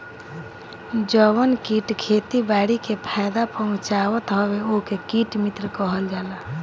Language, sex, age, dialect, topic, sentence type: Bhojpuri, female, 25-30, Northern, agriculture, statement